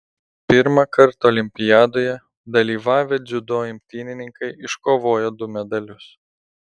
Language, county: Lithuanian, Telšiai